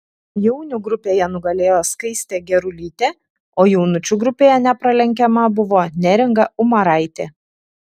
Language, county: Lithuanian, Šiauliai